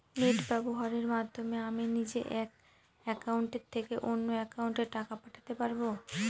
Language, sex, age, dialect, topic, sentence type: Bengali, female, 18-24, Northern/Varendri, banking, question